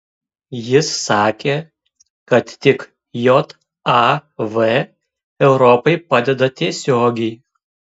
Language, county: Lithuanian, Kaunas